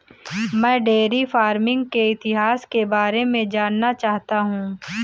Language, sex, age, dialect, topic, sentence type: Hindi, female, 18-24, Marwari Dhudhari, agriculture, statement